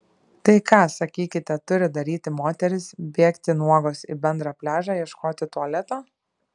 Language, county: Lithuanian, Šiauliai